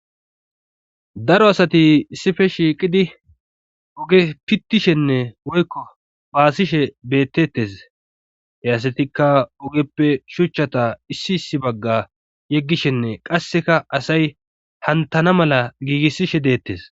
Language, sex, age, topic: Gamo, male, 25-35, government